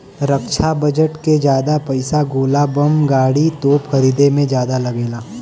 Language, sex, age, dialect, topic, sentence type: Bhojpuri, male, 18-24, Western, banking, statement